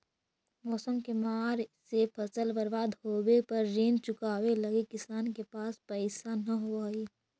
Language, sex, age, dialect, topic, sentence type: Magahi, female, 46-50, Central/Standard, agriculture, statement